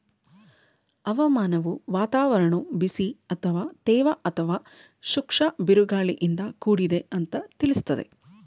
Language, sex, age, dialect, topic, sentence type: Kannada, female, 31-35, Mysore Kannada, agriculture, statement